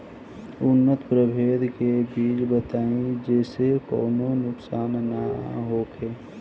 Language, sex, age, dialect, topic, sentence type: Bhojpuri, female, 18-24, Southern / Standard, agriculture, question